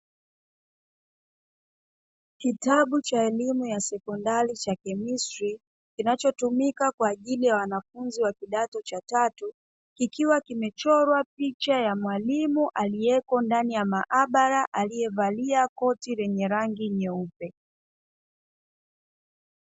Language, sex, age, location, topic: Swahili, female, 25-35, Dar es Salaam, education